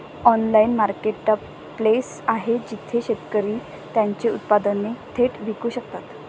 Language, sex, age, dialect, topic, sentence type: Marathi, male, 18-24, Standard Marathi, agriculture, statement